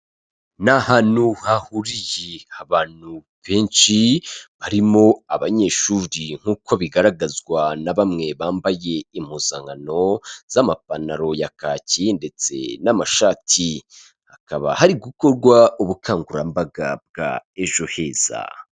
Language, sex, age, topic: Kinyarwanda, male, 25-35, finance